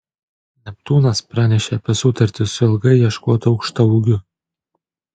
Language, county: Lithuanian, Panevėžys